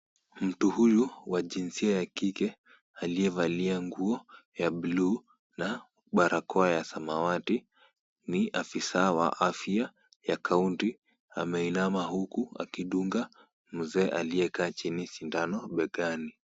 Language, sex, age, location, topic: Swahili, female, 25-35, Kisumu, health